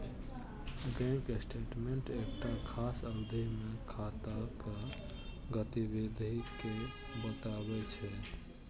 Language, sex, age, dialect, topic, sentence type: Maithili, male, 18-24, Eastern / Thethi, banking, statement